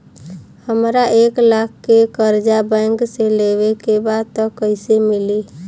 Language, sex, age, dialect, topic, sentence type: Bhojpuri, female, 25-30, Southern / Standard, banking, question